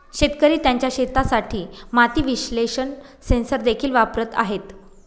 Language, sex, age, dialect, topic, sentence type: Marathi, female, 36-40, Northern Konkan, agriculture, statement